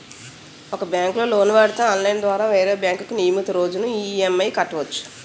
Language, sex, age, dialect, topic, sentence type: Telugu, female, 41-45, Utterandhra, banking, statement